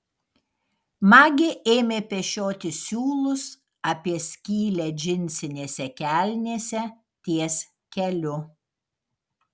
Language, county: Lithuanian, Kaunas